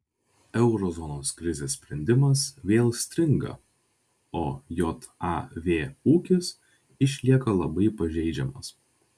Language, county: Lithuanian, Vilnius